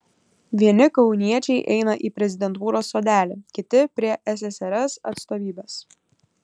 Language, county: Lithuanian, Kaunas